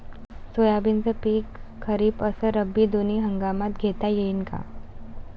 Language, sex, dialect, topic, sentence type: Marathi, female, Varhadi, agriculture, question